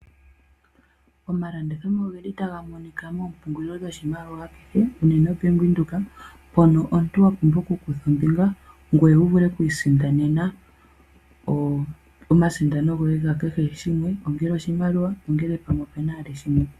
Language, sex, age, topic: Oshiwambo, female, 25-35, finance